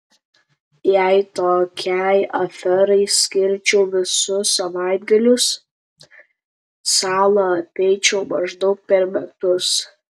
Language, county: Lithuanian, Tauragė